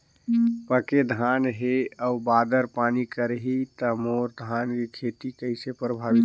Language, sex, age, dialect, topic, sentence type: Chhattisgarhi, male, 31-35, Northern/Bhandar, agriculture, question